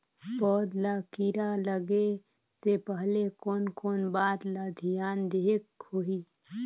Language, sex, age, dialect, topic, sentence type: Chhattisgarhi, female, 25-30, Northern/Bhandar, agriculture, question